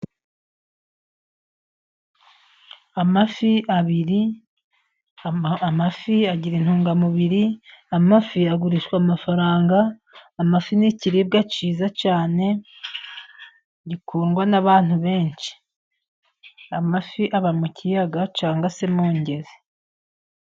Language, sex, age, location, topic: Kinyarwanda, male, 50+, Musanze, agriculture